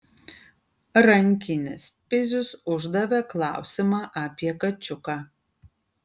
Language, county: Lithuanian, Kaunas